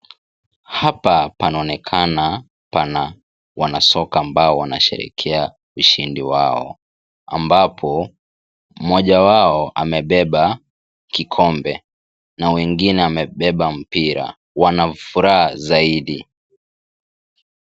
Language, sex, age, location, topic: Swahili, male, 18-24, Kisii, government